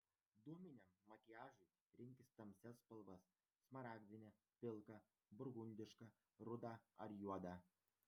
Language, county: Lithuanian, Vilnius